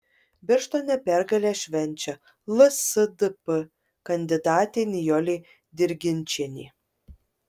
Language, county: Lithuanian, Marijampolė